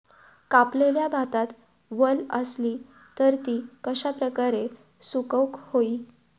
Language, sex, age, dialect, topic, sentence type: Marathi, female, 41-45, Southern Konkan, agriculture, question